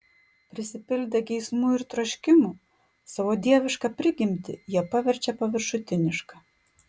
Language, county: Lithuanian, Klaipėda